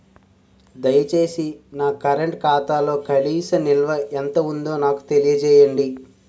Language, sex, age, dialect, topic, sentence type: Telugu, male, 46-50, Utterandhra, banking, statement